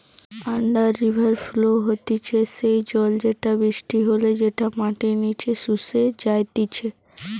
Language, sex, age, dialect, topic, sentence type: Bengali, female, 18-24, Western, agriculture, statement